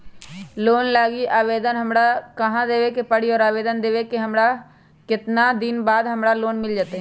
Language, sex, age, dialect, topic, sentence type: Magahi, female, 25-30, Western, banking, question